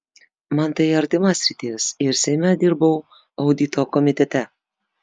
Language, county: Lithuanian, Vilnius